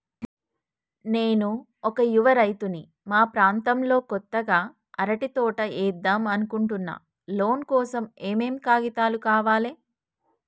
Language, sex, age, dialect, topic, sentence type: Telugu, female, 36-40, Telangana, banking, question